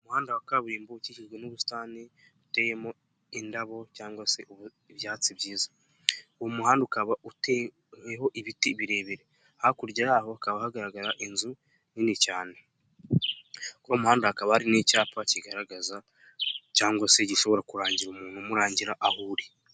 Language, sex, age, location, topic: Kinyarwanda, male, 18-24, Nyagatare, government